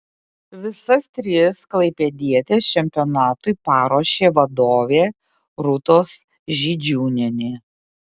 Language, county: Lithuanian, Kaunas